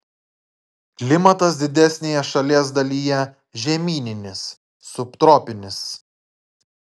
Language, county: Lithuanian, Klaipėda